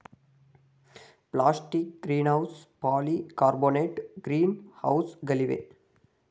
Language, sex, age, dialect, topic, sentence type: Kannada, male, 60-100, Mysore Kannada, agriculture, statement